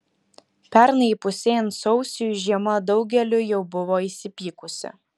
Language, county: Lithuanian, Kaunas